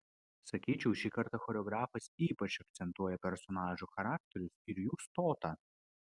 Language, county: Lithuanian, Vilnius